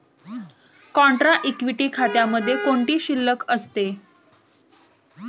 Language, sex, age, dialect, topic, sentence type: Marathi, female, 25-30, Standard Marathi, banking, question